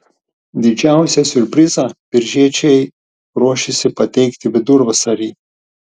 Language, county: Lithuanian, Tauragė